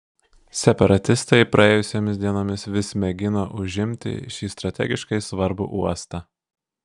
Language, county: Lithuanian, Vilnius